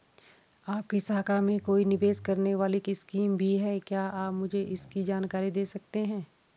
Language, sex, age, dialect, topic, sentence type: Hindi, female, 31-35, Garhwali, banking, question